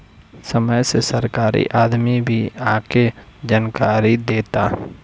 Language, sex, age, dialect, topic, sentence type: Bhojpuri, male, 60-100, Northern, agriculture, statement